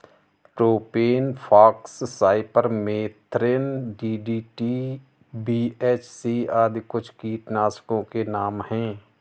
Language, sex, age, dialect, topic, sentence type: Hindi, male, 31-35, Awadhi Bundeli, agriculture, statement